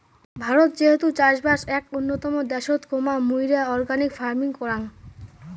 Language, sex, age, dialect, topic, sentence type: Bengali, male, 18-24, Rajbangshi, agriculture, statement